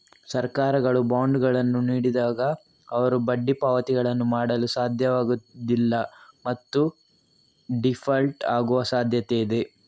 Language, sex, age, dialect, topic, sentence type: Kannada, male, 36-40, Coastal/Dakshin, banking, statement